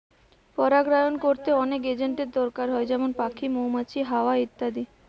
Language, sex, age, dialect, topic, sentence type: Bengali, female, 18-24, Western, agriculture, statement